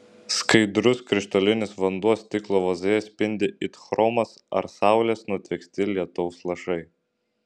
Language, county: Lithuanian, Šiauliai